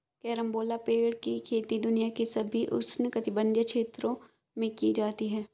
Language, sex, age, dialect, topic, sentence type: Hindi, female, 18-24, Marwari Dhudhari, agriculture, statement